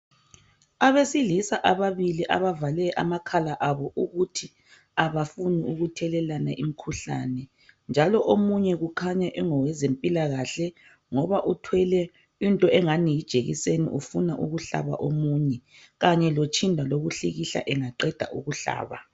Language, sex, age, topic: North Ndebele, female, 18-24, health